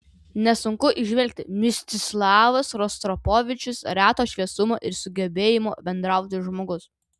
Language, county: Lithuanian, Vilnius